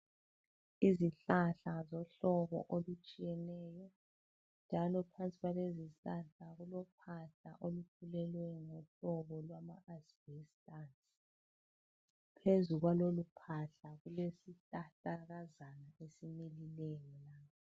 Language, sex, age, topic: North Ndebele, female, 36-49, health